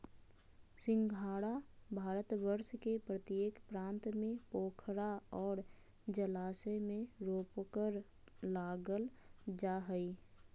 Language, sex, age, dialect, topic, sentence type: Magahi, female, 25-30, Southern, agriculture, statement